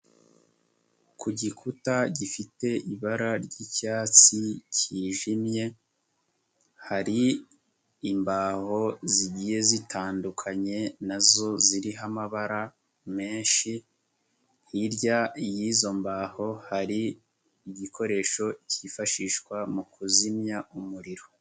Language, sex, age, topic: Kinyarwanda, male, 18-24, education